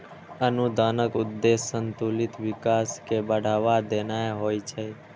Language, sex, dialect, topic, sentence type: Maithili, male, Eastern / Thethi, banking, statement